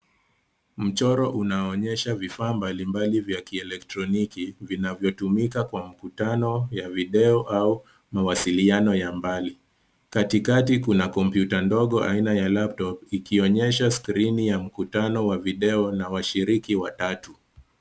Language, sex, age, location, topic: Swahili, male, 18-24, Nairobi, education